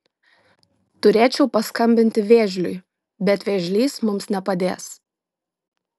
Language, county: Lithuanian, Šiauliai